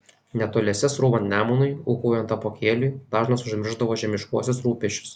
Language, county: Lithuanian, Kaunas